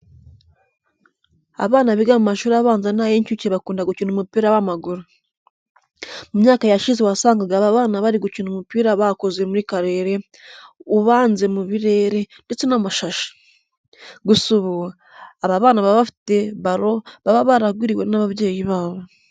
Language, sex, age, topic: Kinyarwanda, female, 25-35, education